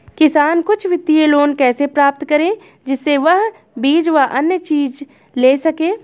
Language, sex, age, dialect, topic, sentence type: Hindi, female, 25-30, Awadhi Bundeli, agriculture, question